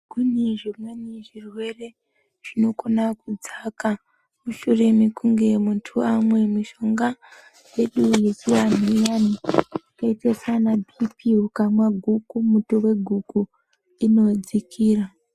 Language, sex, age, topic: Ndau, male, 18-24, health